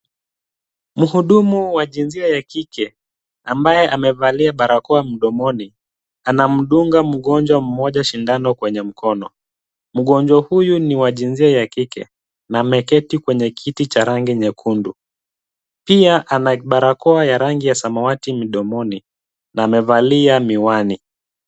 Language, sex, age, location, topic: Swahili, male, 25-35, Kisumu, health